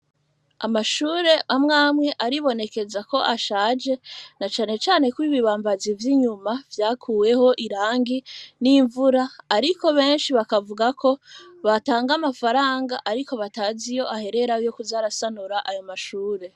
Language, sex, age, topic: Rundi, female, 25-35, education